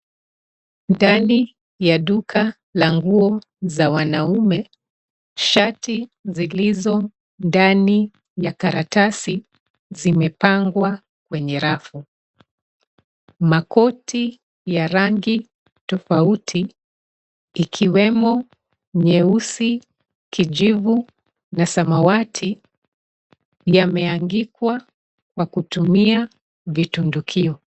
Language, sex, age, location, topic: Swahili, female, 36-49, Nairobi, finance